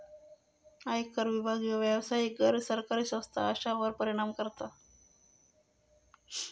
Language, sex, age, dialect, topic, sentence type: Marathi, female, 41-45, Southern Konkan, banking, statement